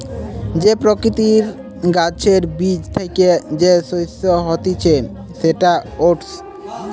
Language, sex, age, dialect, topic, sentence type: Bengali, male, 18-24, Western, agriculture, statement